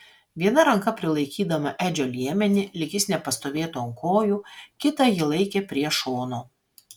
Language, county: Lithuanian, Vilnius